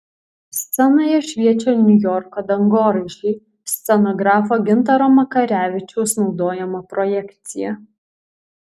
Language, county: Lithuanian, Kaunas